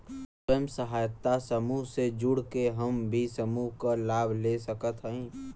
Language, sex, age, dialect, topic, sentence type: Bhojpuri, male, 18-24, Western, banking, question